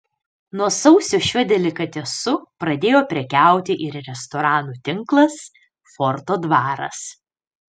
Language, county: Lithuanian, Panevėžys